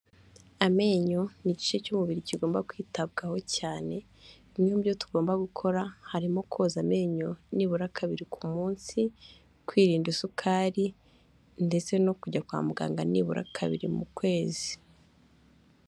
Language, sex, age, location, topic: Kinyarwanda, female, 25-35, Kigali, health